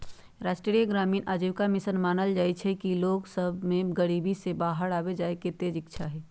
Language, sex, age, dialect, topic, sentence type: Magahi, female, 46-50, Western, banking, statement